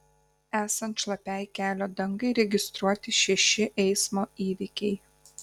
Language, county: Lithuanian, Kaunas